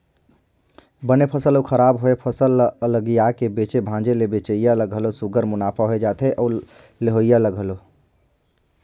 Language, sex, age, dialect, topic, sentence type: Chhattisgarhi, male, 18-24, Northern/Bhandar, agriculture, statement